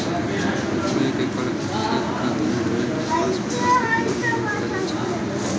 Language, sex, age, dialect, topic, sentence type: Bhojpuri, male, 18-24, Southern / Standard, agriculture, question